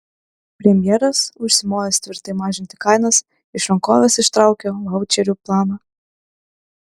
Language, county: Lithuanian, Klaipėda